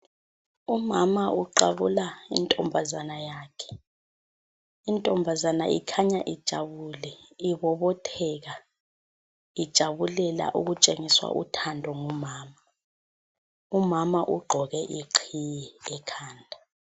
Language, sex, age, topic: North Ndebele, female, 25-35, health